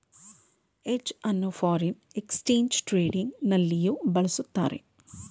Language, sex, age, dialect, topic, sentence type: Kannada, female, 31-35, Mysore Kannada, banking, statement